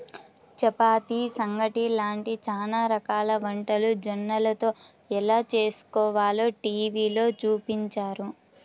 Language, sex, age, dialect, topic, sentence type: Telugu, female, 18-24, Central/Coastal, agriculture, statement